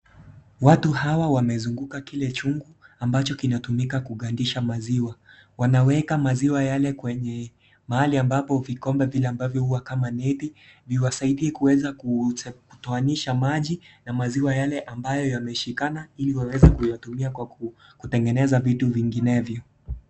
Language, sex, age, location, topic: Swahili, male, 18-24, Kisii, agriculture